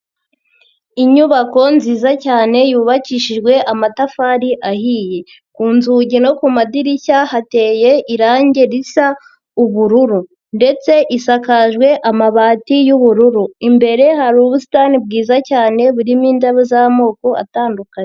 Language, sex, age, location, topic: Kinyarwanda, female, 50+, Nyagatare, education